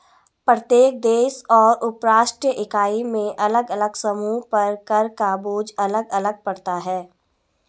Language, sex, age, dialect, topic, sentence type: Hindi, female, 31-35, Garhwali, banking, statement